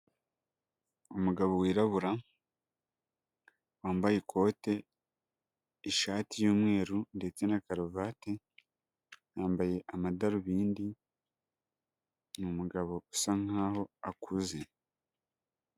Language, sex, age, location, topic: Kinyarwanda, male, 25-35, Huye, government